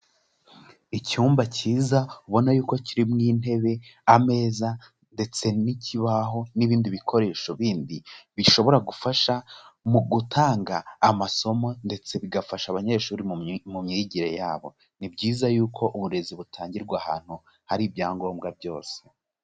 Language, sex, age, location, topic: Kinyarwanda, male, 18-24, Kigali, education